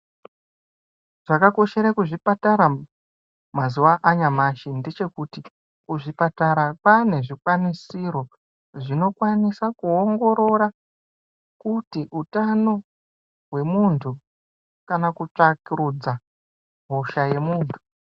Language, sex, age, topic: Ndau, male, 18-24, health